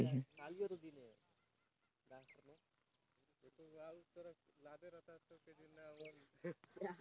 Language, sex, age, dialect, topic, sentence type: Chhattisgarhi, male, 18-24, Northern/Bhandar, agriculture, statement